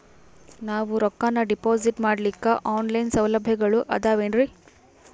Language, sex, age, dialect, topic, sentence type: Kannada, female, 18-24, Northeastern, banking, question